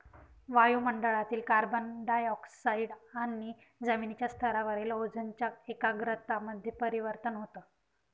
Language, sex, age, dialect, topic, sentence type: Marathi, female, 18-24, Northern Konkan, agriculture, statement